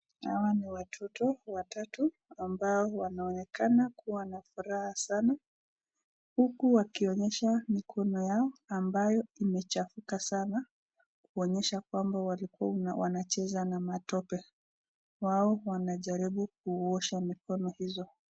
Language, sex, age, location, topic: Swahili, female, 36-49, Nakuru, health